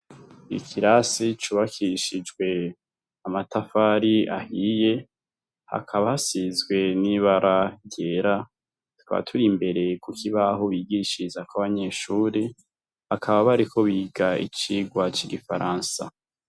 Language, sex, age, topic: Rundi, male, 25-35, education